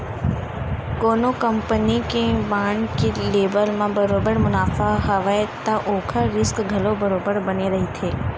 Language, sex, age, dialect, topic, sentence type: Chhattisgarhi, female, 18-24, Western/Budati/Khatahi, banking, statement